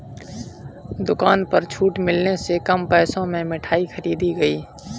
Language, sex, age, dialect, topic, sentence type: Hindi, male, 18-24, Kanauji Braj Bhasha, banking, statement